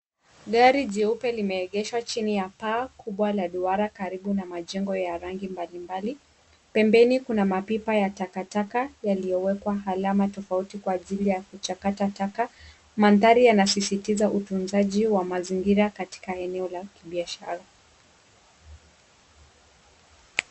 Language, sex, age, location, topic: Swahili, female, 36-49, Nairobi, finance